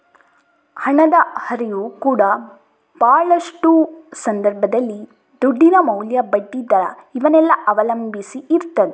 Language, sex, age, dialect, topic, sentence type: Kannada, female, 18-24, Coastal/Dakshin, banking, statement